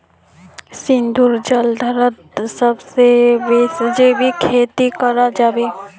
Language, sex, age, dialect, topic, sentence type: Magahi, female, 18-24, Northeastern/Surjapuri, agriculture, statement